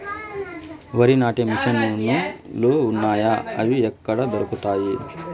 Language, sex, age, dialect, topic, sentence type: Telugu, male, 46-50, Southern, agriculture, question